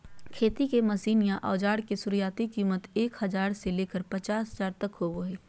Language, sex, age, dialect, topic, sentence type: Magahi, female, 31-35, Southern, agriculture, statement